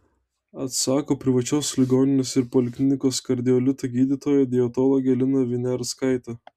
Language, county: Lithuanian, Telšiai